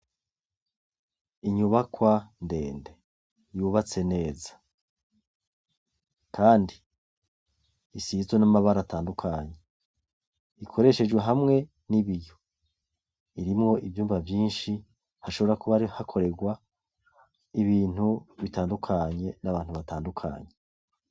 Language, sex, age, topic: Rundi, male, 36-49, education